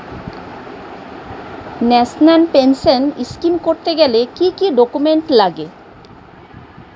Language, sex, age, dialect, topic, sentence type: Bengali, female, 36-40, Standard Colloquial, banking, question